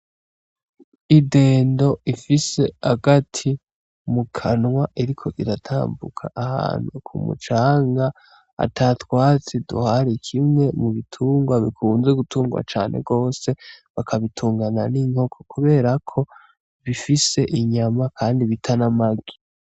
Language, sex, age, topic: Rundi, male, 18-24, agriculture